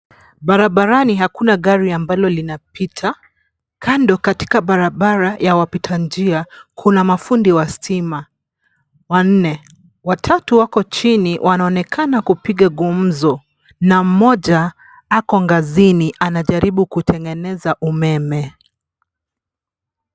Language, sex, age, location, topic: Swahili, female, 25-35, Nairobi, government